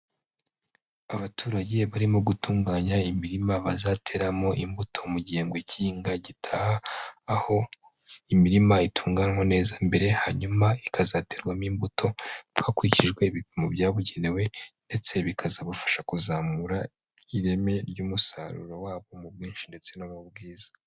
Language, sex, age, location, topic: Kinyarwanda, female, 18-24, Huye, agriculture